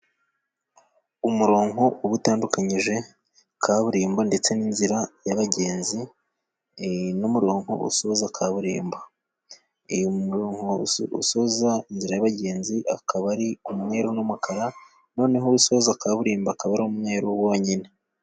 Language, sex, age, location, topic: Kinyarwanda, male, 18-24, Musanze, government